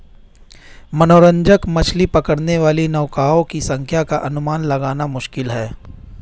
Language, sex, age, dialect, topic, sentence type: Hindi, male, 31-35, Hindustani Malvi Khadi Boli, agriculture, statement